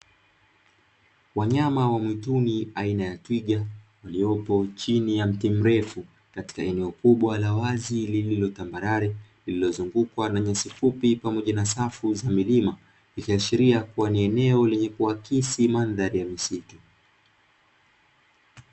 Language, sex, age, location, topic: Swahili, male, 25-35, Dar es Salaam, agriculture